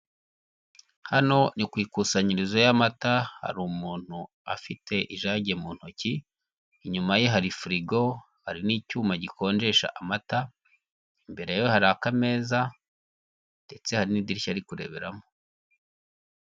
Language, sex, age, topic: Kinyarwanda, male, 36-49, finance